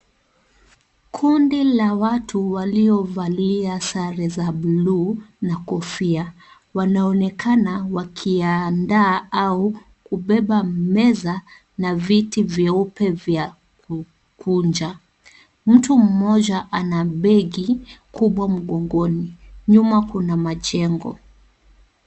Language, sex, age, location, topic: Swahili, female, 36-49, Kisii, health